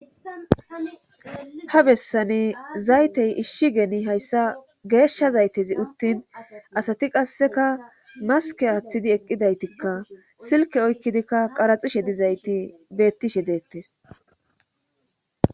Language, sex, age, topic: Gamo, female, 25-35, government